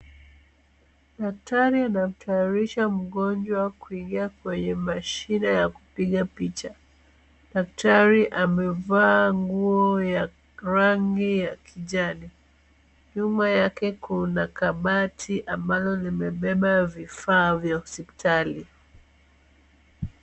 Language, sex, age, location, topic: Swahili, female, 25-35, Kisumu, health